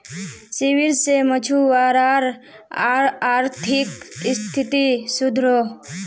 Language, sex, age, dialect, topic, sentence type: Magahi, female, 18-24, Northeastern/Surjapuri, agriculture, statement